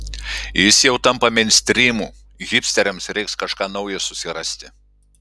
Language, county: Lithuanian, Klaipėda